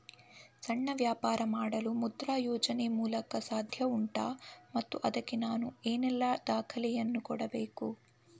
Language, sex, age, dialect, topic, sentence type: Kannada, female, 18-24, Coastal/Dakshin, banking, question